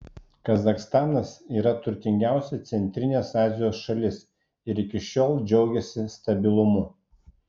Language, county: Lithuanian, Klaipėda